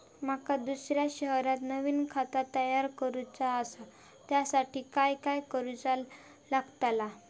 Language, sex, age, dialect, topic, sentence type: Marathi, female, 25-30, Southern Konkan, banking, question